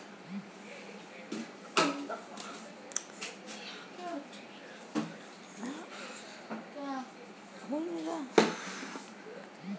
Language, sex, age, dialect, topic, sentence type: Bhojpuri, female, 51-55, Northern, banking, statement